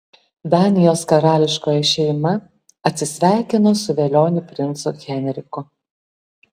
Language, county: Lithuanian, Alytus